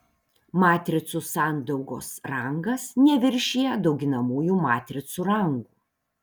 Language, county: Lithuanian, Panevėžys